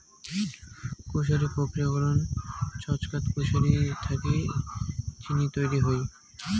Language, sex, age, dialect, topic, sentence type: Bengali, male, 18-24, Rajbangshi, agriculture, statement